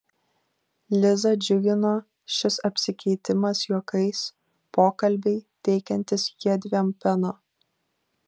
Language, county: Lithuanian, Kaunas